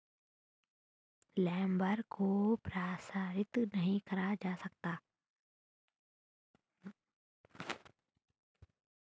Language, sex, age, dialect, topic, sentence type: Hindi, female, 18-24, Hindustani Malvi Khadi Boli, banking, statement